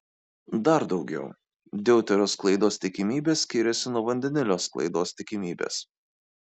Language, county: Lithuanian, Kaunas